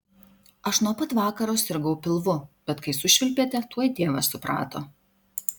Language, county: Lithuanian, Vilnius